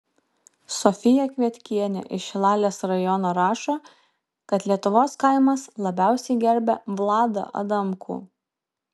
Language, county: Lithuanian, Kaunas